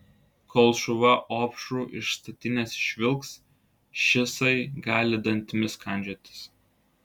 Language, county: Lithuanian, Klaipėda